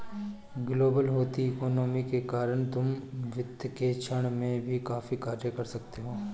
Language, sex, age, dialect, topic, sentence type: Hindi, male, 25-30, Awadhi Bundeli, banking, statement